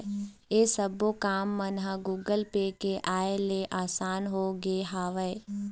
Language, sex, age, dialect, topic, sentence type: Chhattisgarhi, female, 18-24, Eastern, banking, statement